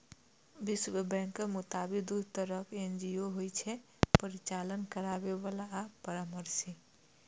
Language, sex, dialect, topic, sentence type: Maithili, female, Eastern / Thethi, banking, statement